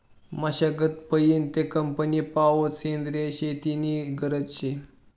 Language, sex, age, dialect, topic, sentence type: Marathi, male, 31-35, Northern Konkan, agriculture, statement